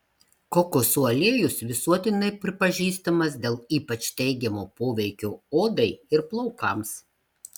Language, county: Lithuanian, Marijampolė